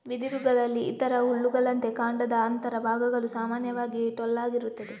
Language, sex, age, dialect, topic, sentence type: Kannada, female, 18-24, Coastal/Dakshin, agriculture, statement